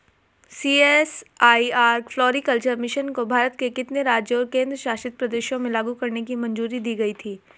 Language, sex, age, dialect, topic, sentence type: Hindi, female, 18-24, Hindustani Malvi Khadi Boli, banking, question